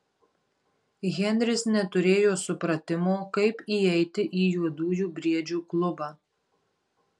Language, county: Lithuanian, Marijampolė